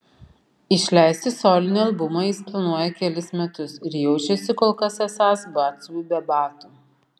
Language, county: Lithuanian, Vilnius